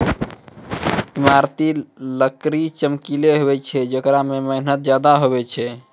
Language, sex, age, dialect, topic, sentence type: Maithili, male, 18-24, Angika, agriculture, statement